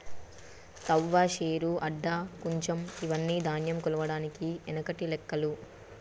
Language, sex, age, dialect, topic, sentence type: Telugu, female, 36-40, Telangana, agriculture, statement